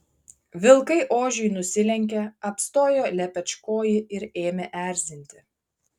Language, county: Lithuanian, Marijampolė